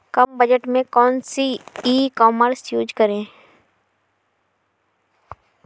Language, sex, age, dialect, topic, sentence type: Hindi, female, 31-35, Awadhi Bundeli, agriculture, question